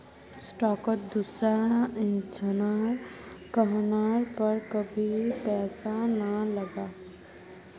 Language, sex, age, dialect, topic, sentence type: Magahi, female, 51-55, Northeastern/Surjapuri, banking, statement